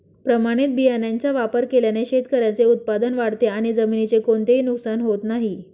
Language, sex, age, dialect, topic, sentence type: Marathi, female, 25-30, Northern Konkan, agriculture, statement